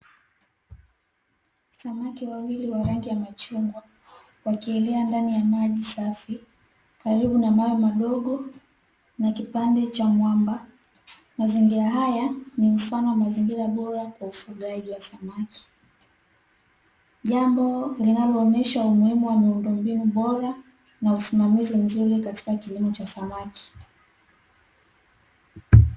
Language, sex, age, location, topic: Swahili, female, 18-24, Dar es Salaam, agriculture